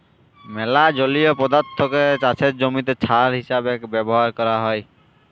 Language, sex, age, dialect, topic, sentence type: Bengali, male, 18-24, Jharkhandi, agriculture, statement